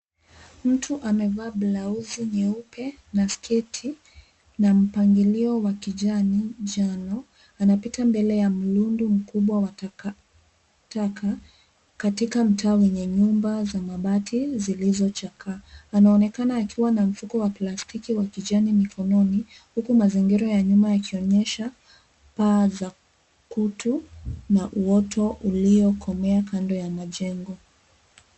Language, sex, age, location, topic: Swahili, female, 25-35, Nairobi, government